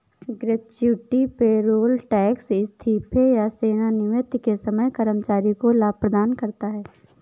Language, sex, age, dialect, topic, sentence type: Hindi, female, 51-55, Awadhi Bundeli, banking, statement